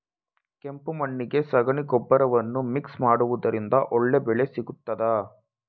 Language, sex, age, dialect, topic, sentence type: Kannada, male, 18-24, Coastal/Dakshin, agriculture, question